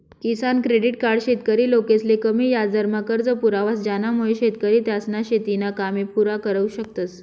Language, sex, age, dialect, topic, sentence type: Marathi, male, 18-24, Northern Konkan, agriculture, statement